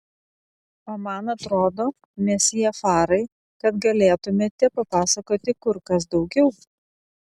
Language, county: Lithuanian, Vilnius